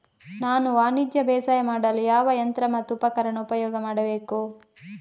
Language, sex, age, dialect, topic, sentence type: Kannada, female, 31-35, Coastal/Dakshin, agriculture, question